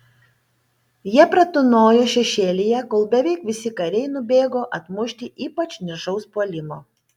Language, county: Lithuanian, Panevėžys